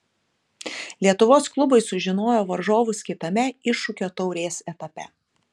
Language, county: Lithuanian, Kaunas